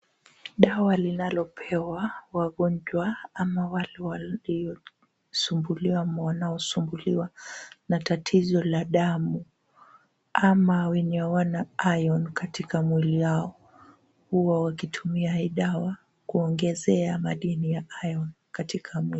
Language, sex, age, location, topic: Swahili, female, 18-24, Kisumu, health